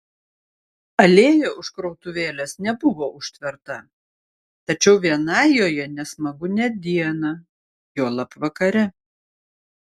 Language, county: Lithuanian, Klaipėda